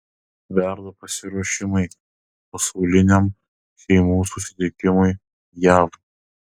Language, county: Lithuanian, Kaunas